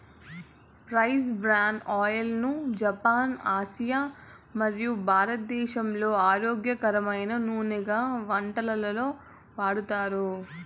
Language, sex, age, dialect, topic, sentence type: Telugu, female, 18-24, Southern, agriculture, statement